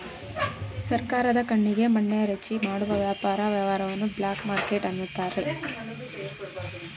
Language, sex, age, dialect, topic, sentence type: Kannada, female, 25-30, Mysore Kannada, banking, statement